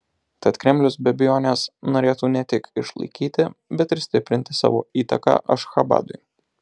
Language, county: Lithuanian, Alytus